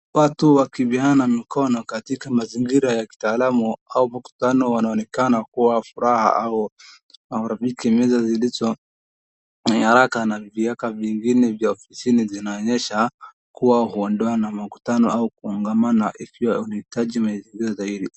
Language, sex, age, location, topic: Swahili, male, 18-24, Wajir, government